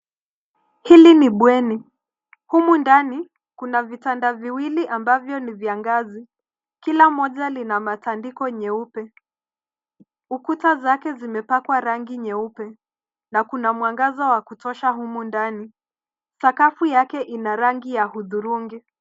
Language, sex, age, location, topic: Swahili, female, 25-35, Nairobi, education